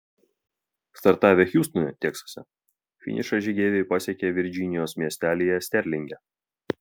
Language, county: Lithuanian, Vilnius